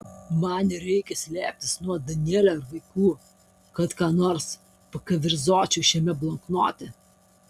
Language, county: Lithuanian, Kaunas